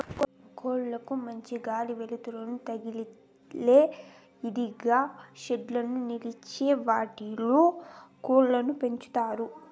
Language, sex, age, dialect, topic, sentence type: Telugu, female, 18-24, Southern, agriculture, statement